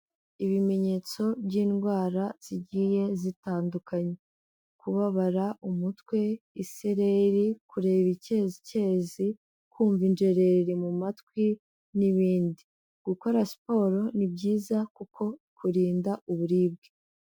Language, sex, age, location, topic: Kinyarwanda, female, 18-24, Kigali, health